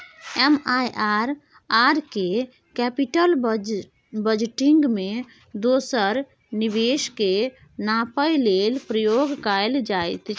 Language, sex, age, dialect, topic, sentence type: Maithili, female, 18-24, Bajjika, banking, statement